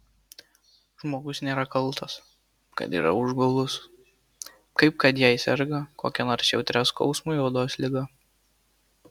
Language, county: Lithuanian, Kaunas